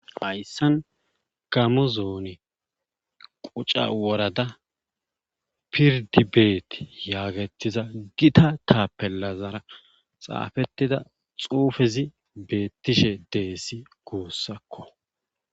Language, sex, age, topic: Gamo, male, 25-35, government